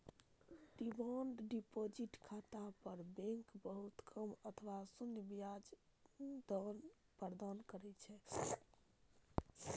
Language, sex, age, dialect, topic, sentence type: Maithili, male, 31-35, Eastern / Thethi, banking, statement